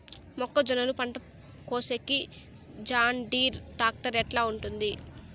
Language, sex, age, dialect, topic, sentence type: Telugu, female, 18-24, Southern, agriculture, question